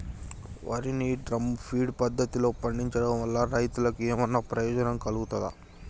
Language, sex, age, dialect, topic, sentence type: Telugu, male, 60-100, Telangana, agriculture, question